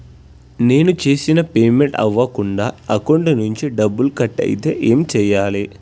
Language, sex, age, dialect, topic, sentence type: Telugu, male, 18-24, Telangana, banking, question